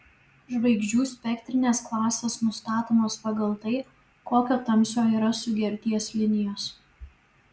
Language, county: Lithuanian, Vilnius